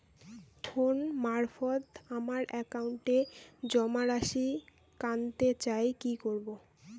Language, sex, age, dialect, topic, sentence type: Bengali, female, 18-24, Rajbangshi, banking, question